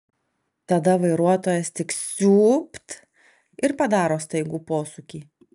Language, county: Lithuanian, Alytus